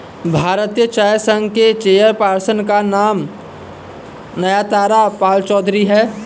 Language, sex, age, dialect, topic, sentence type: Hindi, male, 51-55, Awadhi Bundeli, agriculture, statement